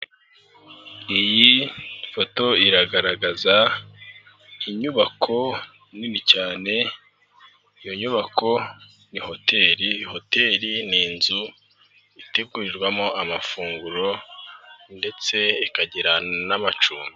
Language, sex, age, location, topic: Kinyarwanda, male, 25-35, Nyagatare, finance